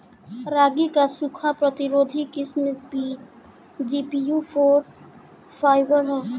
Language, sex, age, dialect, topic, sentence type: Bhojpuri, female, 18-24, Northern, agriculture, question